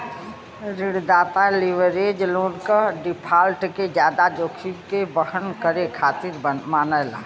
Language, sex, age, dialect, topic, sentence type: Bhojpuri, female, 25-30, Western, banking, statement